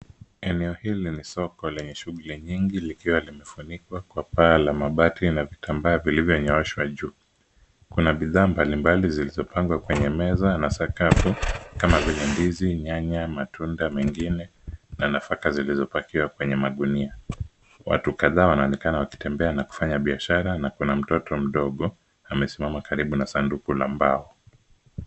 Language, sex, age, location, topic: Swahili, male, 25-35, Nairobi, finance